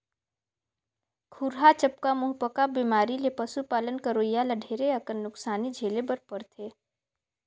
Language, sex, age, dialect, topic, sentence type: Chhattisgarhi, female, 18-24, Northern/Bhandar, agriculture, statement